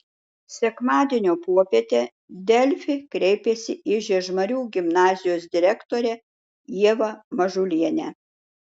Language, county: Lithuanian, Šiauliai